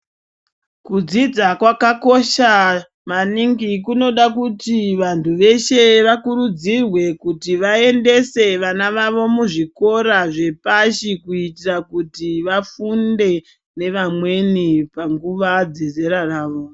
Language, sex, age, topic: Ndau, male, 36-49, education